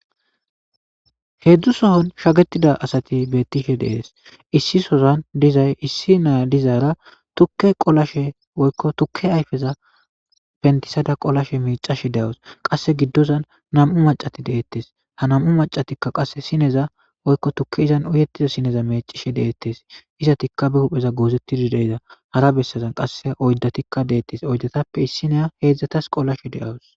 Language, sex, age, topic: Gamo, male, 25-35, government